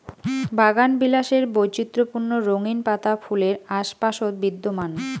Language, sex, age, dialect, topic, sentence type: Bengali, female, 25-30, Rajbangshi, agriculture, statement